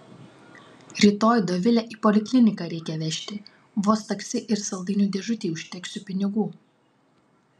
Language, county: Lithuanian, Klaipėda